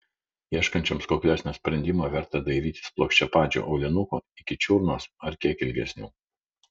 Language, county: Lithuanian, Vilnius